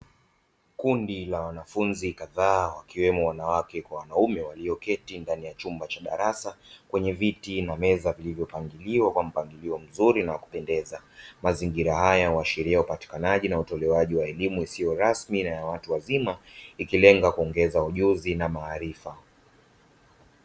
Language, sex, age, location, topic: Swahili, male, 25-35, Dar es Salaam, education